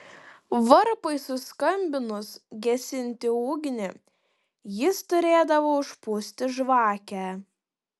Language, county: Lithuanian, Panevėžys